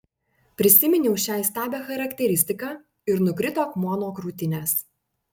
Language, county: Lithuanian, Panevėžys